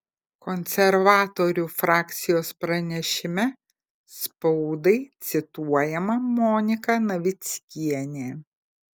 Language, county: Lithuanian, Kaunas